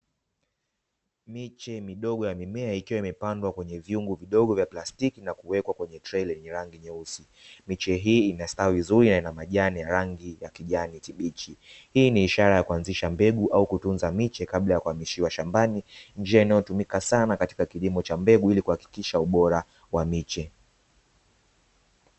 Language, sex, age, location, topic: Swahili, male, 25-35, Dar es Salaam, agriculture